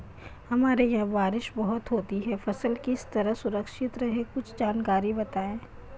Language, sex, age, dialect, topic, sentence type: Hindi, female, 25-30, Marwari Dhudhari, agriculture, question